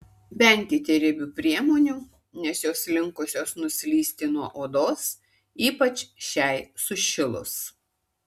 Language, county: Lithuanian, Kaunas